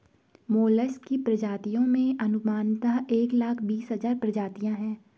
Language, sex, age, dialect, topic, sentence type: Hindi, female, 18-24, Garhwali, agriculture, statement